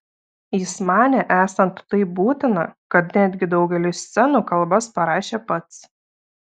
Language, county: Lithuanian, Šiauliai